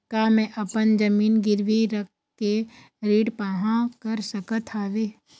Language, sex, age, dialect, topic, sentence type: Chhattisgarhi, female, 51-55, Eastern, banking, question